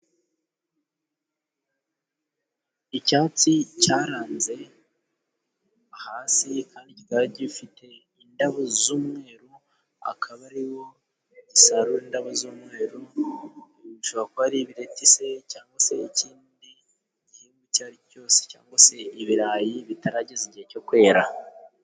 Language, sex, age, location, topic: Kinyarwanda, male, 18-24, Musanze, government